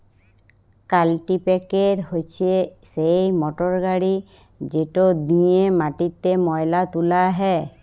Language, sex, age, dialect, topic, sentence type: Bengali, female, 31-35, Jharkhandi, agriculture, statement